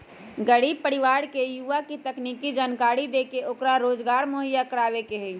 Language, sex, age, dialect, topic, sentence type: Magahi, female, 18-24, Western, banking, statement